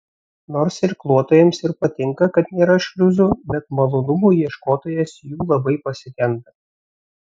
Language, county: Lithuanian, Vilnius